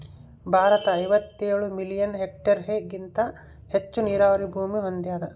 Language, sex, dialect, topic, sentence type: Kannada, male, Central, agriculture, statement